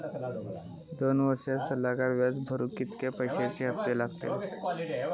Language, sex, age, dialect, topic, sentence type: Marathi, male, 18-24, Southern Konkan, banking, question